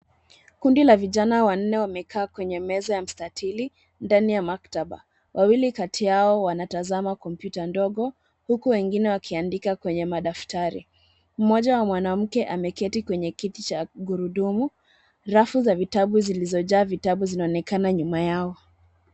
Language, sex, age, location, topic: Swahili, female, 25-35, Nairobi, education